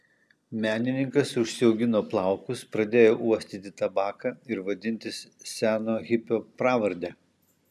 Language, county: Lithuanian, Kaunas